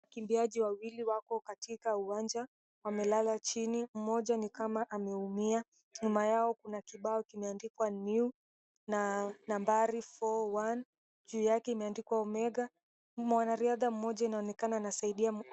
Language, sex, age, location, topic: Swahili, female, 18-24, Mombasa, education